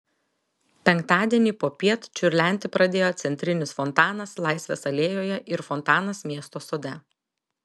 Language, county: Lithuanian, Telšiai